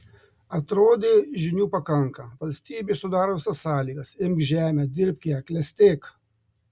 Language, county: Lithuanian, Marijampolė